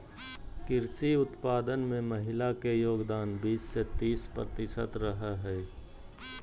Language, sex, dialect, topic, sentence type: Magahi, male, Southern, agriculture, statement